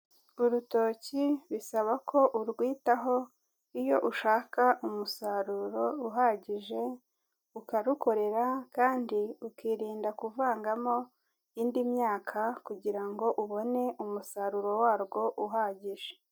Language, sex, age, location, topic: Kinyarwanda, female, 18-24, Kigali, agriculture